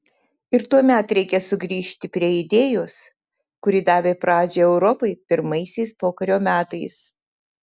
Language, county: Lithuanian, Šiauliai